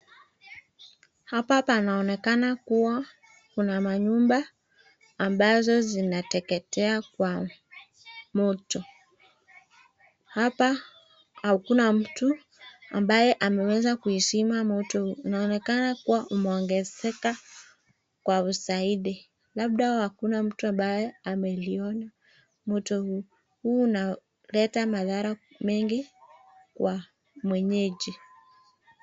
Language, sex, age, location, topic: Swahili, female, 36-49, Nakuru, health